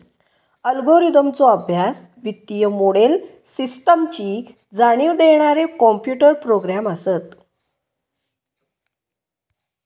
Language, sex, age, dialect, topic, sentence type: Marathi, female, 56-60, Southern Konkan, banking, statement